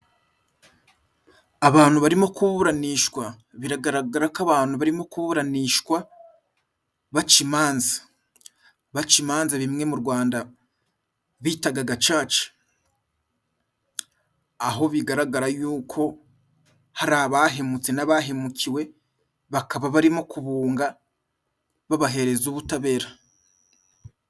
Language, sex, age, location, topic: Kinyarwanda, male, 25-35, Musanze, government